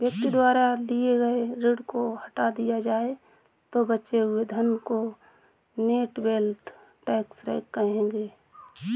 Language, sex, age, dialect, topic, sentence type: Hindi, female, 18-24, Awadhi Bundeli, banking, statement